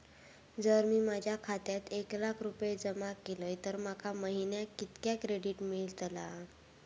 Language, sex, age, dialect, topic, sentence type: Marathi, female, 18-24, Southern Konkan, banking, question